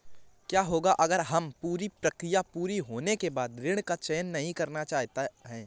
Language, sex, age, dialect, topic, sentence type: Hindi, male, 18-24, Awadhi Bundeli, banking, question